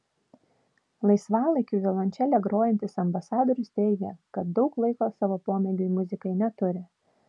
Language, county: Lithuanian, Vilnius